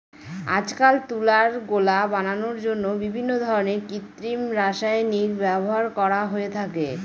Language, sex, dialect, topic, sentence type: Bengali, female, Northern/Varendri, agriculture, statement